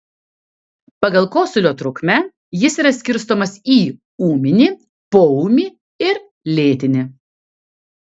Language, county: Lithuanian, Kaunas